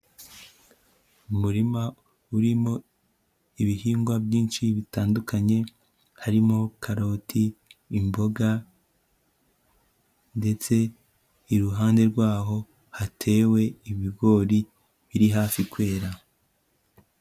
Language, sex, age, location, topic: Kinyarwanda, male, 18-24, Kigali, agriculture